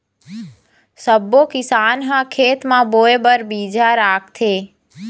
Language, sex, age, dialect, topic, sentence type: Chhattisgarhi, female, 25-30, Eastern, agriculture, statement